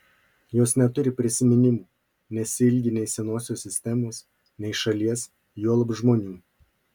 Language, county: Lithuanian, Marijampolė